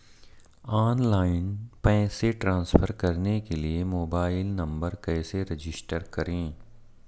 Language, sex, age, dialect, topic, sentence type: Hindi, male, 31-35, Marwari Dhudhari, banking, question